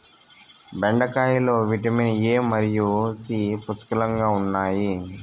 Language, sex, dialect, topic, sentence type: Telugu, male, Southern, agriculture, statement